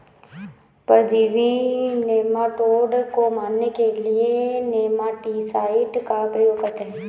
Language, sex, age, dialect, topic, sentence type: Hindi, female, 18-24, Awadhi Bundeli, agriculture, statement